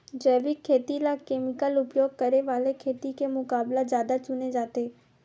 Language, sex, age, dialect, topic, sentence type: Chhattisgarhi, female, 25-30, Western/Budati/Khatahi, agriculture, statement